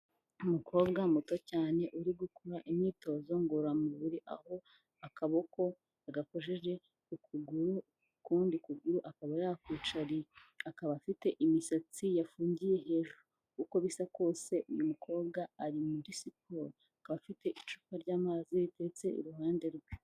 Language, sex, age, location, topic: Kinyarwanda, female, 18-24, Kigali, health